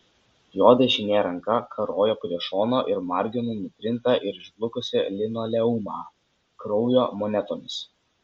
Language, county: Lithuanian, Vilnius